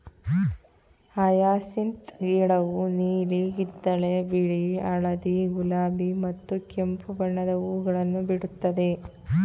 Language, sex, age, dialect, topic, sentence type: Kannada, female, 31-35, Mysore Kannada, agriculture, statement